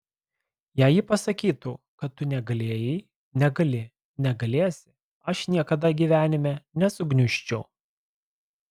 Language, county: Lithuanian, Alytus